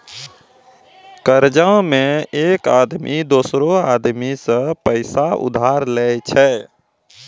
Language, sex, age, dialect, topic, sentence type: Maithili, male, 25-30, Angika, banking, statement